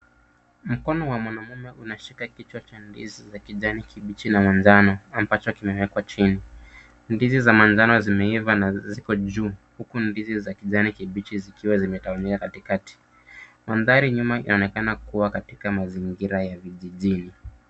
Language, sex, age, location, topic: Swahili, male, 25-35, Kisumu, agriculture